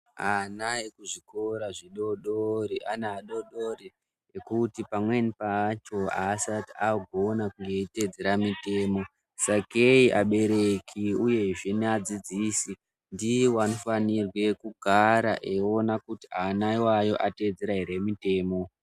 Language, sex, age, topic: Ndau, female, 25-35, education